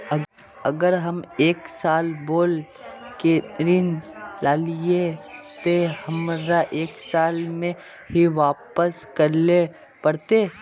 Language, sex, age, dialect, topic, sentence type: Magahi, male, 46-50, Northeastern/Surjapuri, banking, question